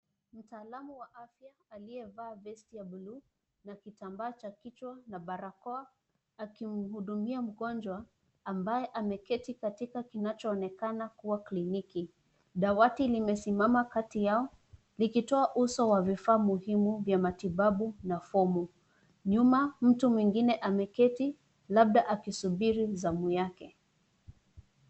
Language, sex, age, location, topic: Swahili, female, 25-35, Nairobi, health